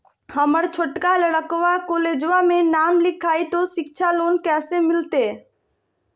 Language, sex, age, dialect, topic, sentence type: Magahi, female, 18-24, Southern, banking, question